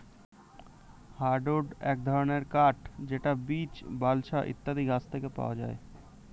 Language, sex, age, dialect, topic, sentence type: Bengali, male, 18-24, Standard Colloquial, agriculture, statement